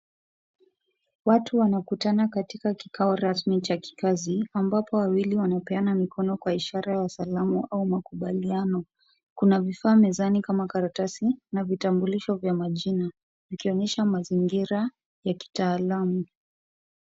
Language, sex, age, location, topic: Swahili, female, 36-49, Kisumu, government